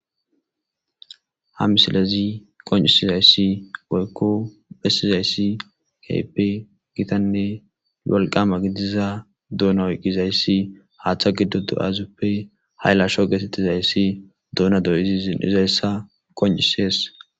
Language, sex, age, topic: Gamo, male, 25-35, agriculture